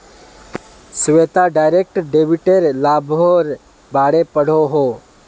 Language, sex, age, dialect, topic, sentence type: Magahi, male, 18-24, Northeastern/Surjapuri, banking, statement